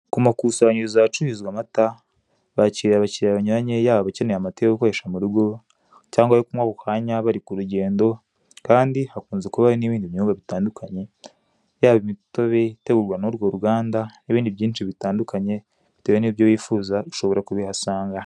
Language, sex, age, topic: Kinyarwanda, male, 18-24, finance